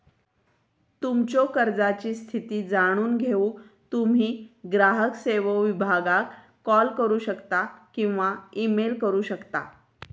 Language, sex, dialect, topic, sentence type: Marathi, female, Southern Konkan, banking, statement